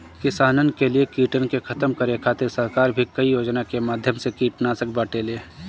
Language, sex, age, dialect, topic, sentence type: Bhojpuri, male, 25-30, Northern, agriculture, statement